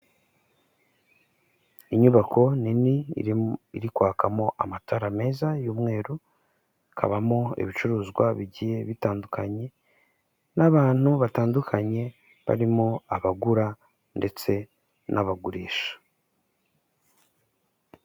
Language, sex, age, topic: Kinyarwanda, male, 25-35, finance